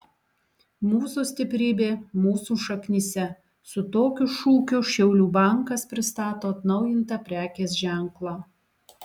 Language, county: Lithuanian, Alytus